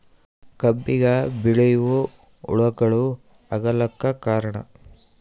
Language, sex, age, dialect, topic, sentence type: Kannada, male, 18-24, Northeastern, agriculture, question